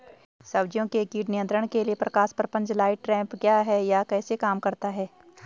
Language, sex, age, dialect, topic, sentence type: Hindi, female, 36-40, Garhwali, agriculture, question